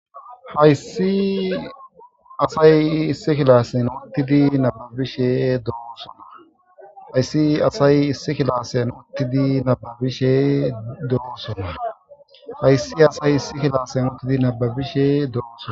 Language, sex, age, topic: Gamo, male, 18-24, government